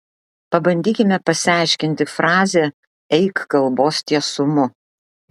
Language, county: Lithuanian, Klaipėda